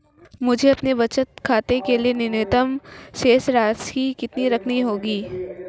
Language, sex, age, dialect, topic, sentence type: Hindi, female, 18-24, Marwari Dhudhari, banking, question